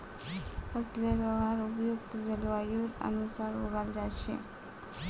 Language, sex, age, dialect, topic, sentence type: Magahi, female, 25-30, Northeastern/Surjapuri, agriculture, statement